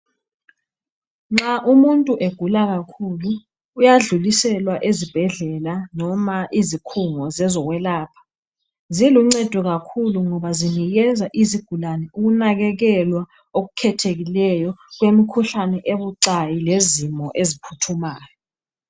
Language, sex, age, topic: North Ndebele, female, 25-35, health